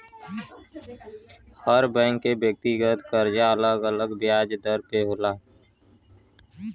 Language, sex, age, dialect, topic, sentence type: Bhojpuri, male, <18, Western, banking, statement